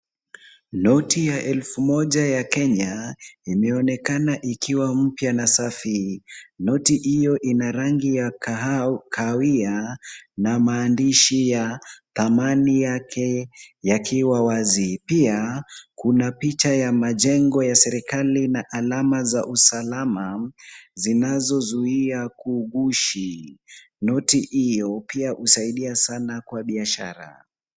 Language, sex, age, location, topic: Swahili, male, 18-24, Kisumu, finance